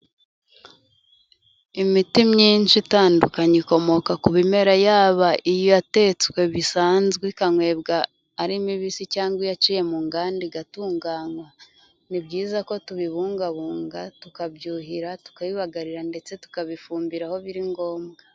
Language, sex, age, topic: Kinyarwanda, female, 25-35, health